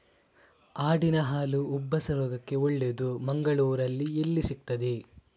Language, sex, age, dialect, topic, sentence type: Kannada, male, 36-40, Coastal/Dakshin, agriculture, question